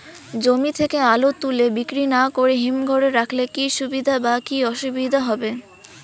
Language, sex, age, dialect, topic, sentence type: Bengali, female, 18-24, Rajbangshi, agriculture, question